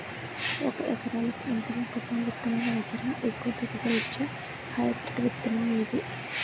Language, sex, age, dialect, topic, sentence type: Telugu, female, 18-24, Utterandhra, agriculture, question